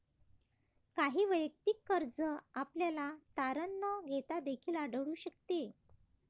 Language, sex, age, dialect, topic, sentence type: Marathi, female, 31-35, Varhadi, banking, statement